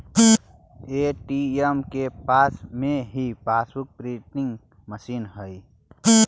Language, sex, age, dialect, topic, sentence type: Magahi, male, 41-45, Central/Standard, banking, statement